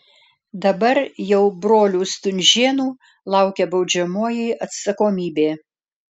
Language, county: Lithuanian, Alytus